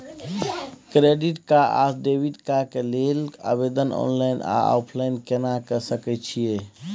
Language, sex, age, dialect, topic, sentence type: Maithili, male, 31-35, Bajjika, banking, question